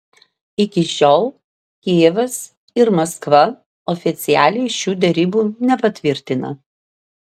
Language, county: Lithuanian, Vilnius